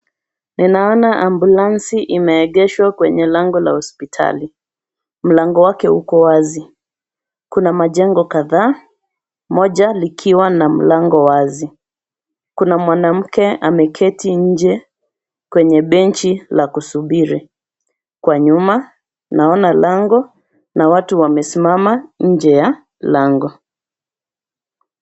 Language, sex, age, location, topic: Swahili, female, 36-49, Nairobi, health